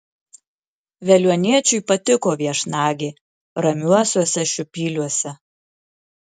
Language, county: Lithuanian, Marijampolė